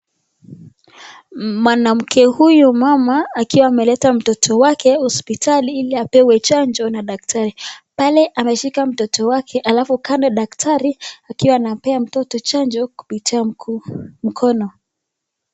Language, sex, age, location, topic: Swahili, female, 25-35, Nakuru, health